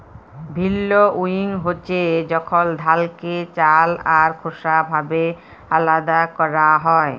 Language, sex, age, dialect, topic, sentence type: Bengali, female, 31-35, Jharkhandi, agriculture, statement